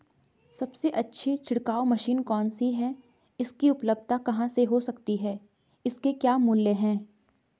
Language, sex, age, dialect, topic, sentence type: Hindi, female, 18-24, Garhwali, agriculture, question